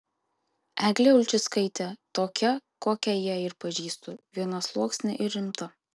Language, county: Lithuanian, Kaunas